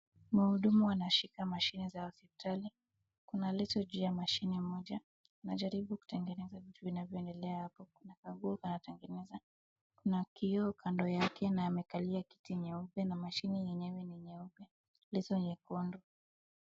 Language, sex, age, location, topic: Swahili, female, 18-24, Wajir, health